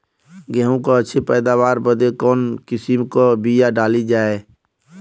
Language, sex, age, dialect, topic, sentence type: Bhojpuri, male, 25-30, Western, agriculture, question